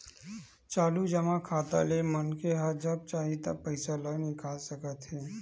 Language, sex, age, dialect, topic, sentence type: Chhattisgarhi, male, 18-24, Western/Budati/Khatahi, banking, statement